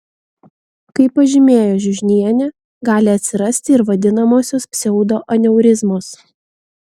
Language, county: Lithuanian, Vilnius